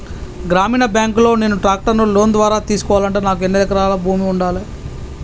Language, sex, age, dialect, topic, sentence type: Telugu, female, 31-35, Telangana, agriculture, question